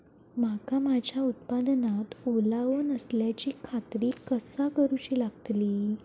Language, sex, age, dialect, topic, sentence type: Marathi, female, 18-24, Southern Konkan, agriculture, question